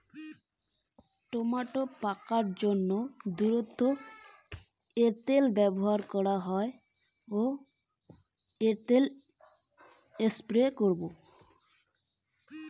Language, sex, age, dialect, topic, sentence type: Bengali, female, 18-24, Rajbangshi, agriculture, question